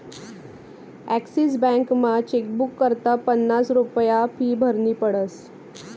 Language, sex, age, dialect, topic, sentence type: Marathi, female, 25-30, Northern Konkan, banking, statement